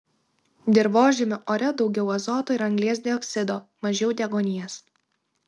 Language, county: Lithuanian, Kaunas